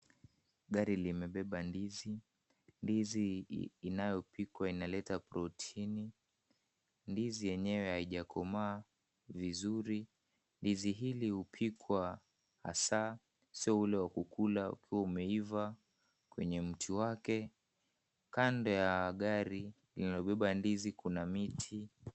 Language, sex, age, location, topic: Swahili, male, 18-24, Kisumu, agriculture